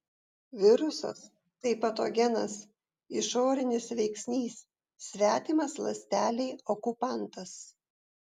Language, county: Lithuanian, Vilnius